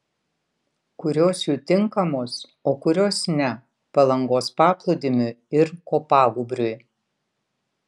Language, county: Lithuanian, Vilnius